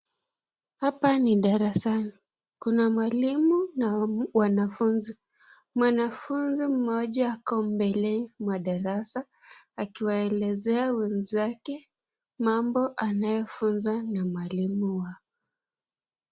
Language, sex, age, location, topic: Swahili, female, 25-35, Nakuru, health